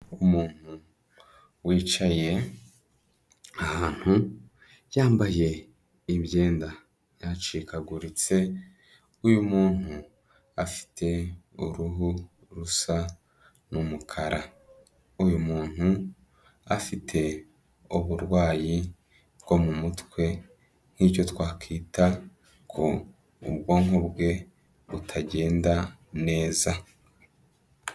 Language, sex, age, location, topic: Kinyarwanda, male, 25-35, Kigali, health